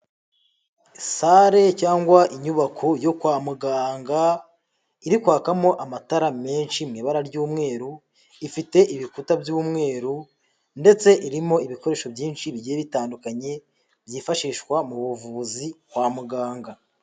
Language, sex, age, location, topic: Kinyarwanda, female, 18-24, Huye, health